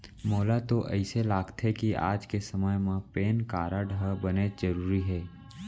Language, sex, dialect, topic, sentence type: Chhattisgarhi, male, Central, banking, statement